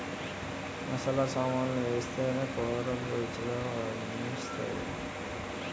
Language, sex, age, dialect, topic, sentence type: Telugu, male, 18-24, Utterandhra, agriculture, statement